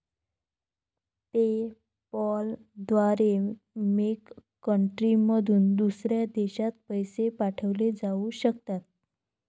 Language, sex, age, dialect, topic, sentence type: Marathi, female, 25-30, Varhadi, banking, statement